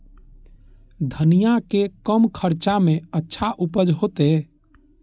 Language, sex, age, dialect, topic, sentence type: Maithili, male, 31-35, Eastern / Thethi, agriculture, question